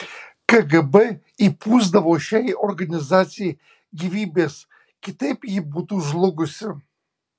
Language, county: Lithuanian, Kaunas